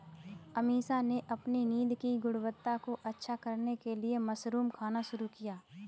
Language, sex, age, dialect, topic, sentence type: Hindi, female, 18-24, Kanauji Braj Bhasha, agriculture, statement